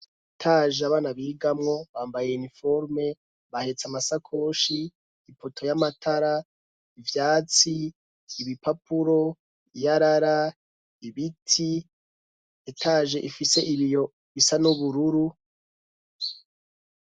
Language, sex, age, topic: Rundi, male, 25-35, education